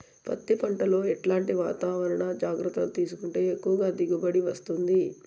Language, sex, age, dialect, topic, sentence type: Telugu, female, 31-35, Southern, agriculture, question